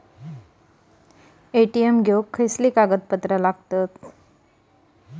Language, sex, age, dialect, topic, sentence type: Marathi, female, 25-30, Standard Marathi, banking, question